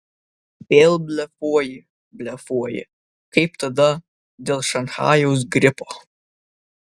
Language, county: Lithuanian, Vilnius